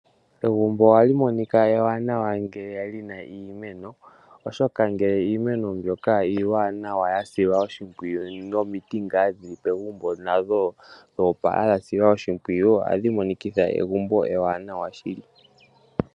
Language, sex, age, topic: Oshiwambo, male, 18-24, agriculture